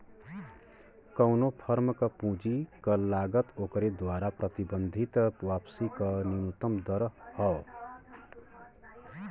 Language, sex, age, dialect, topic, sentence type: Bhojpuri, male, 31-35, Western, banking, statement